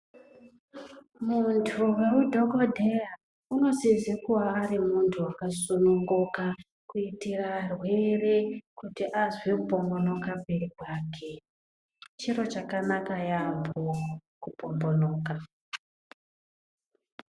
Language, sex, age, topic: Ndau, female, 25-35, health